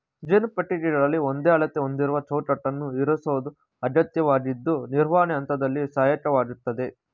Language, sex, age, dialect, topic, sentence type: Kannada, male, 36-40, Mysore Kannada, agriculture, statement